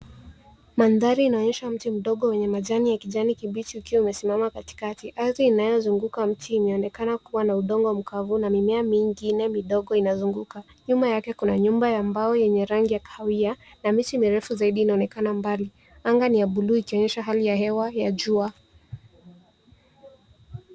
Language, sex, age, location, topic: Swahili, female, 18-24, Nairobi, health